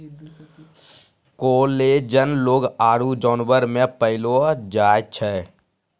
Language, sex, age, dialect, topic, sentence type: Maithili, male, 18-24, Angika, agriculture, statement